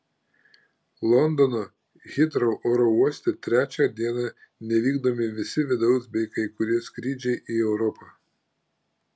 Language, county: Lithuanian, Klaipėda